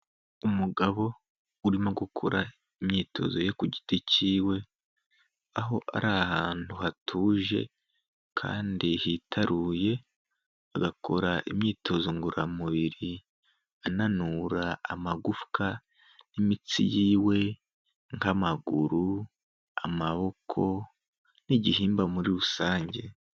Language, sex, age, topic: Kinyarwanda, male, 18-24, health